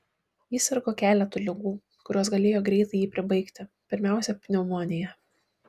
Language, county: Lithuanian, Šiauliai